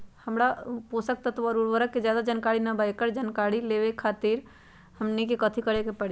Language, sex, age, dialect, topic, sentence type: Magahi, female, 25-30, Western, agriculture, question